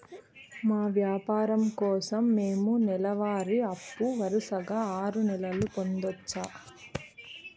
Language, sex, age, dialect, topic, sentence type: Telugu, female, 31-35, Southern, banking, question